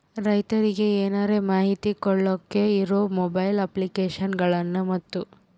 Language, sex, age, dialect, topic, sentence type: Kannada, female, 18-24, Central, agriculture, question